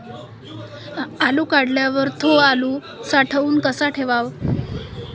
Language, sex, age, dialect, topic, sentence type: Marathi, female, 18-24, Varhadi, agriculture, question